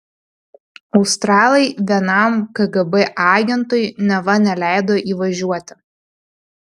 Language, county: Lithuanian, Panevėžys